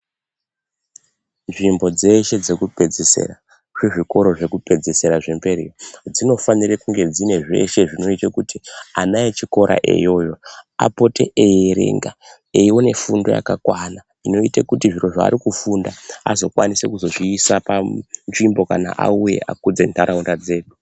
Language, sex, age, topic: Ndau, male, 18-24, education